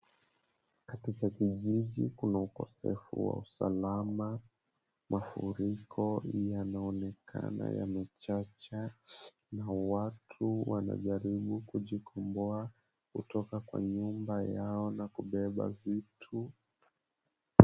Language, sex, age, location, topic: Swahili, male, 18-24, Mombasa, health